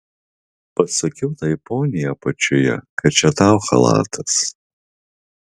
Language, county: Lithuanian, Vilnius